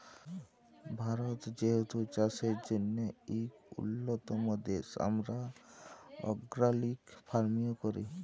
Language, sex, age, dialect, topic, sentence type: Bengali, male, 18-24, Jharkhandi, agriculture, statement